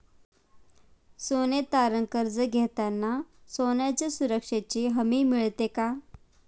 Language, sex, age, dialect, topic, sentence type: Marathi, female, 25-30, Standard Marathi, banking, question